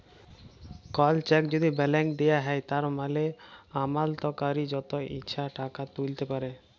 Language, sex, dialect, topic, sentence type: Bengali, male, Jharkhandi, banking, statement